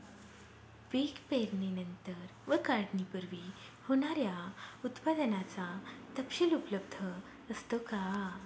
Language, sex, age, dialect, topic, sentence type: Marathi, female, 31-35, Northern Konkan, agriculture, question